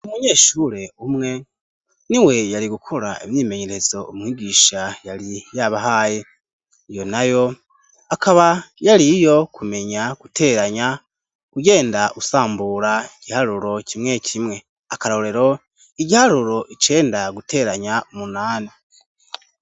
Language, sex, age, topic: Rundi, male, 18-24, education